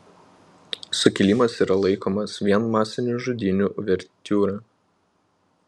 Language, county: Lithuanian, Panevėžys